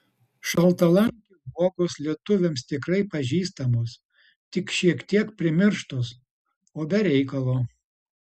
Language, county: Lithuanian, Utena